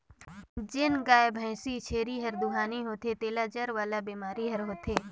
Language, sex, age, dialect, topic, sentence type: Chhattisgarhi, female, 25-30, Northern/Bhandar, agriculture, statement